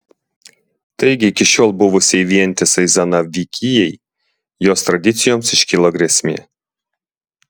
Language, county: Lithuanian, Klaipėda